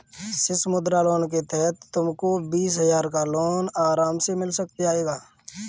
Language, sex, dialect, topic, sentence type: Hindi, male, Kanauji Braj Bhasha, banking, statement